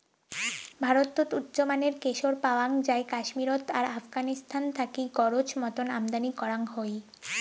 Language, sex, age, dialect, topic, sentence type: Bengali, female, 18-24, Rajbangshi, agriculture, statement